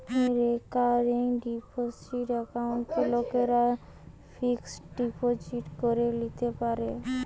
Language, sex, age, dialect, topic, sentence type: Bengali, female, 18-24, Western, banking, statement